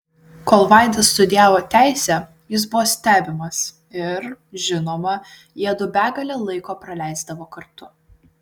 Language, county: Lithuanian, Vilnius